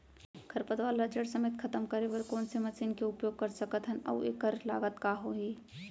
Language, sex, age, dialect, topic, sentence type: Chhattisgarhi, female, 25-30, Central, agriculture, question